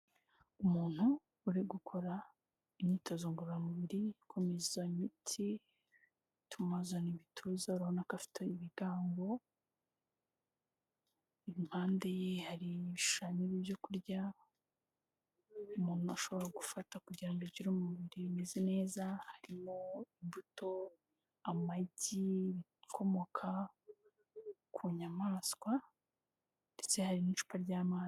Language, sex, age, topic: Kinyarwanda, female, 18-24, health